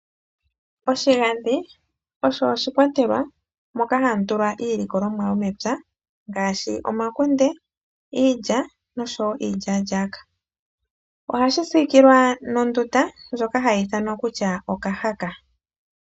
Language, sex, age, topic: Oshiwambo, male, 25-35, agriculture